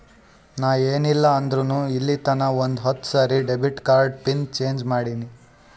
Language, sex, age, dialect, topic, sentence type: Kannada, male, 18-24, Northeastern, banking, statement